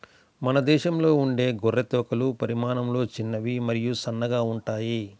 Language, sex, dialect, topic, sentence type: Telugu, male, Central/Coastal, agriculture, statement